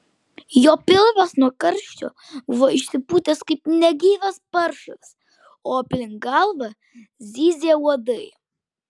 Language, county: Lithuanian, Klaipėda